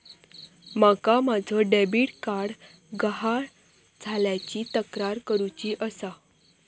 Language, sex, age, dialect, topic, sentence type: Marathi, female, 25-30, Southern Konkan, banking, statement